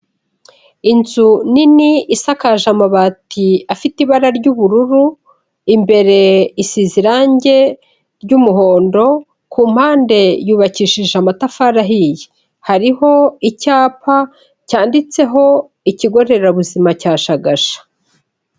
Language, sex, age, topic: Kinyarwanda, female, 36-49, health